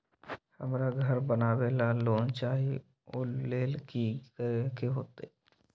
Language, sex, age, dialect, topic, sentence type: Magahi, male, 18-24, Western, banking, question